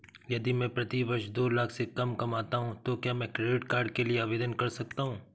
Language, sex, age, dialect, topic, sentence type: Hindi, male, 36-40, Awadhi Bundeli, banking, question